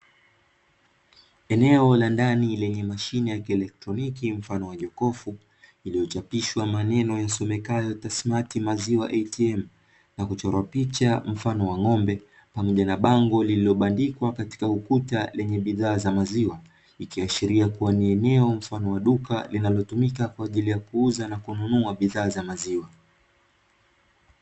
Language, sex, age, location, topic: Swahili, male, 18-24, Dar es Salaam, finance